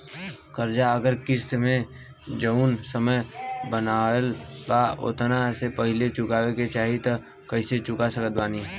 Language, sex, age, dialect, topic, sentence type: Bhojpuri, male, 18-24, Southern / Standard, banking, question